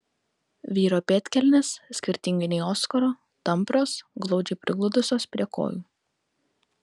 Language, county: Lithuanian, Kaunas